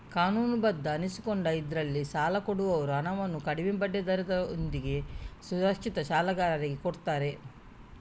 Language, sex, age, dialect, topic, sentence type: Kannada, female, 41-45, Coastal/Dakshin, banking, statement